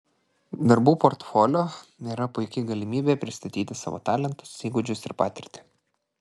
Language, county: Lithuanian, Klaipėda